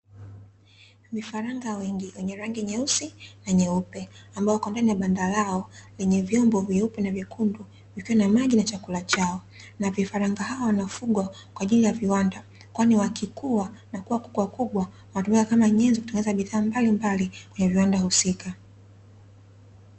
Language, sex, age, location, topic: Swahili, female, 25-35, Dar es Salaam, agriculture